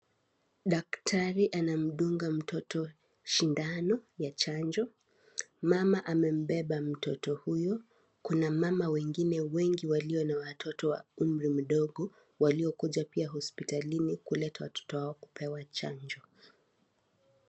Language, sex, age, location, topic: Swahili, female, 18-24, Kisii, health